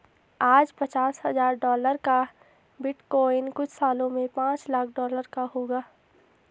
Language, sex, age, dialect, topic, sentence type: Hindi, female, 18-24, Garhwali, banking, statement